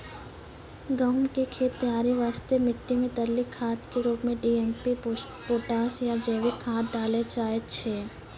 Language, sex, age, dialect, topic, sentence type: Maithili, female, 51-55, Angika, agriculture, question